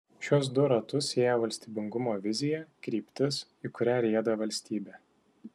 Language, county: Lithuanian, Tauragė